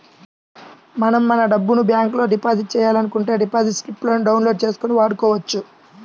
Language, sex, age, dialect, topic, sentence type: Telugu, male, 18-24, Central/Coastal, banking, statement